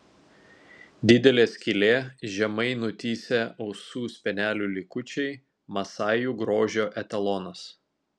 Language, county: Lithuanian, Telšiai